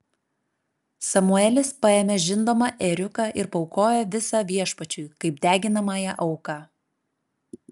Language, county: Lithuanian, Klaipėda